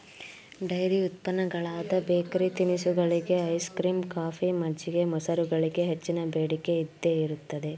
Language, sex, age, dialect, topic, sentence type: Kannada, female, 18-24, Mysore Kannada, agriculture, statement